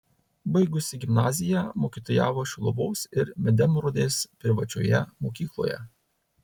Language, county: Lithuanian, Tauragė